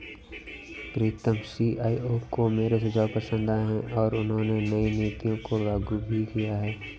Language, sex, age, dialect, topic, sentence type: Hindi, male, 18-24, Awadhi Bundeli, banking, statement